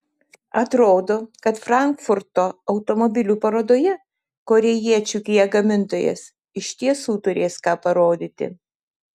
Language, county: Lithuanian, Šiauliai